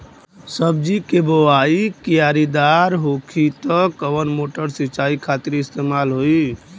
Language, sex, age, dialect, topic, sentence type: Bhojpuri, male, 25-30, Western, agriculture, question